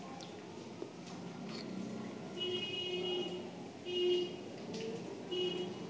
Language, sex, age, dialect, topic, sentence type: Bengali, female, 41-45, Standard Colloquial, agriculture, statement